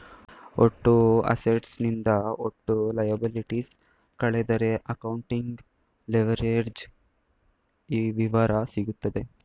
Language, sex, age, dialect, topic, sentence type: Kannada, male, 18-24, Mysore Kannada, banking, statement